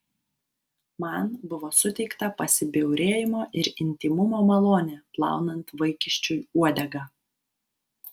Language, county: Lithuanian, Vilnius